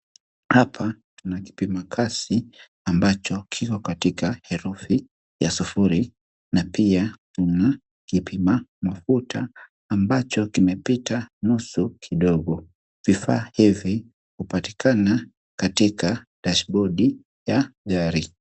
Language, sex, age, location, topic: Swahili, male, 25-35, Kisumu, finance